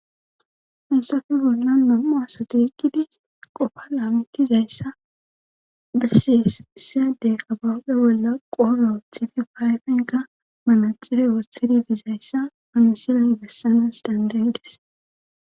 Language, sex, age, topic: Gamo, female, 18-24, government